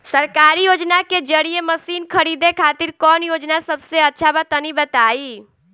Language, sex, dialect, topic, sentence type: Bhojpuri, female, Northern, agriculture, question